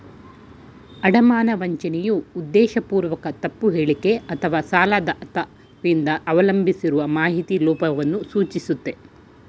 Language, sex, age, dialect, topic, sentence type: Kannada, female, 46-50, Mysore Kannada, banking, statement